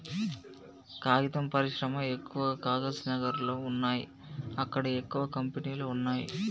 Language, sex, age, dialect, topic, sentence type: Telugu, male, 18-24, Telangana, agriculture, statement